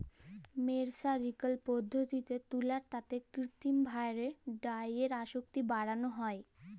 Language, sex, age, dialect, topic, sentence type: Bengali, female, <18, Jharkhandi, agriculture, statement